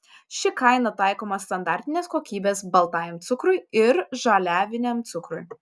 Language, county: Lithuanian, Šiauliai